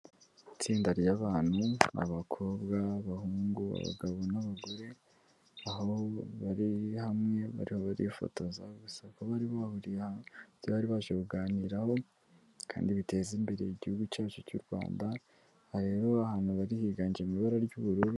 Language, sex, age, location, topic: Kinyarwanda, female, 18-24, Kigali, government